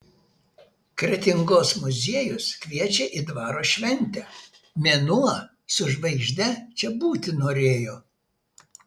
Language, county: Lithuanian, Vilnius